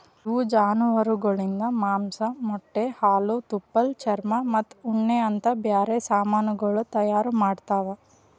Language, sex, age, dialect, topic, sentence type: Kannada, female, 18-24, Northeastern, agriculture, statement